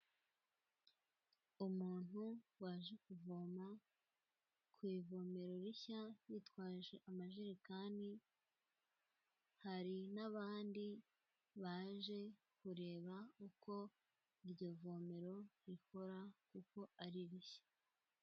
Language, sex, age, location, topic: Kinyarwanda, female, 18-24, Kigali, health